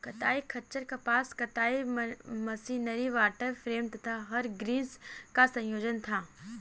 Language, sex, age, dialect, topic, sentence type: Hindi, female, 18-24, Kanauji Braj Bhasha, agriculture, statement